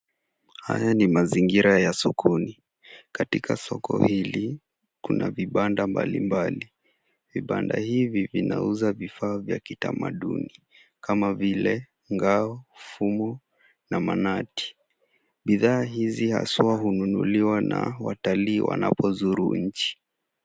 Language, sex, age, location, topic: Swahili, male, 18-24, Nairobi, finance